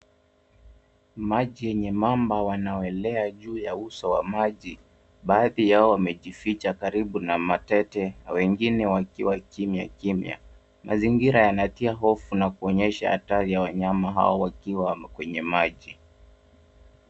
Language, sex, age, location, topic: Swahili, male, 18-24, Nairobi, government